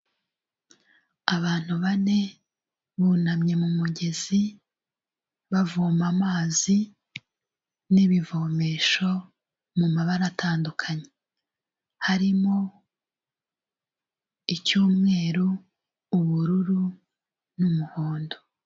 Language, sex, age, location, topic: Kinyarwanda, female, 36-49, Kigali, health